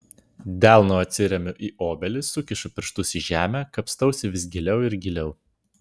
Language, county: Lithuanian, Vilnius